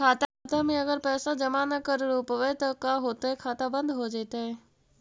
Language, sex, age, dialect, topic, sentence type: Magahi, female, 18-24, Central/Standard, banking, question